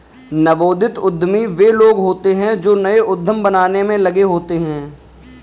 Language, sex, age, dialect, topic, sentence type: Hindi, male, 18-24, Kanauji Braj Bhasha, banking, statement